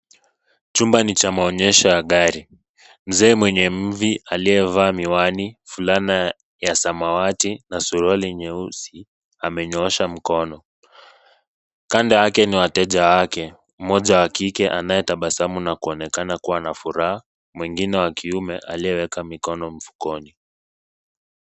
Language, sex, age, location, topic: Swahili, male, 25-35, Nairobi, finance